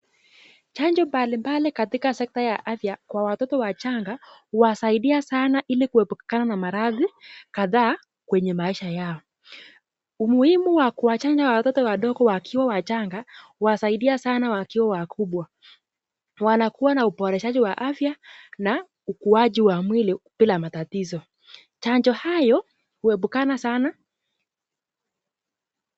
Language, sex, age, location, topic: Swahili, female, 18-24, Nakuru, health